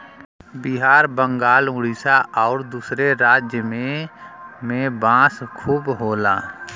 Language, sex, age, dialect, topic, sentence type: Bhojpuri, male, 36-40, Western, agriculture, statement